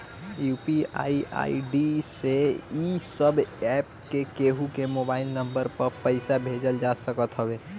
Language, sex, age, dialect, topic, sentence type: Bhojpuri, male, 18-24, Northern, banking, statement